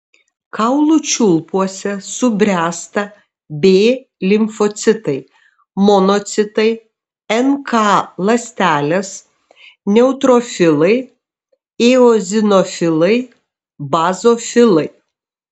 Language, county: Lithuanian, Šiauliai